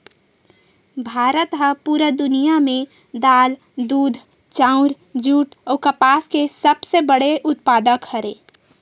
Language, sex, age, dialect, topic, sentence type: Chhattisgarhi, female, 18-24, Western/Budati/Khatahi, agriculture, statement